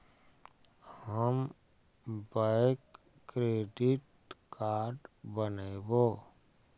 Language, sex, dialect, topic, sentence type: Magahi, male, Central/Standard, banking, question